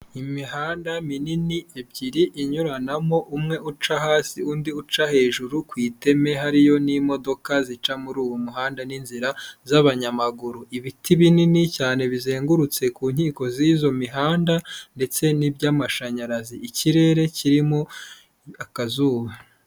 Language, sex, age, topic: Kinyarwanda, female, 18-24, government